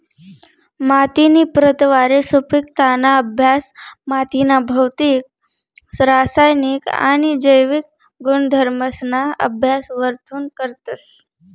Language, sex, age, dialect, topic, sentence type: Marathi, female, 31-35, Northern Konkan, agriculture, statement